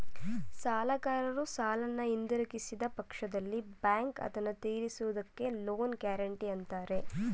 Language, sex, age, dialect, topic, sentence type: Kannada, female, 18-24, Mysore Kannada, banking, statement